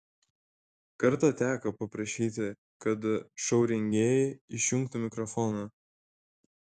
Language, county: Lithuanian, Šiauliai